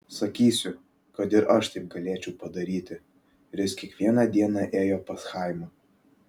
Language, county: Lithuanian, Vilnius